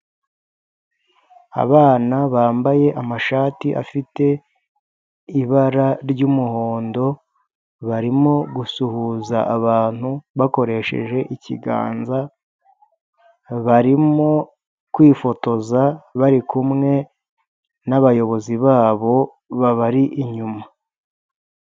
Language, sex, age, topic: Kinyarwanda, male, 25-35, health